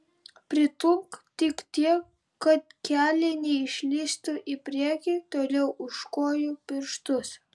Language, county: Lithuanian, Vilnius